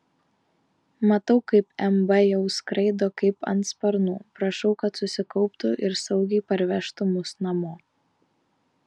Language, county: Lithuanian, Vilnius